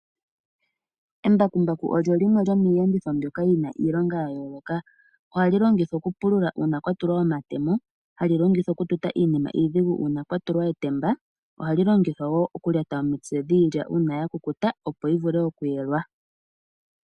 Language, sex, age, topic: Oshiwambo, female, 18-24, agriculture